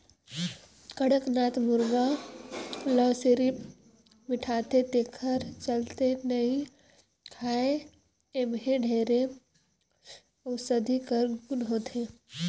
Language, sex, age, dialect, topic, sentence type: Chhattisgarhi, female, 18-24, Northern/Bhandar, agriculture, statement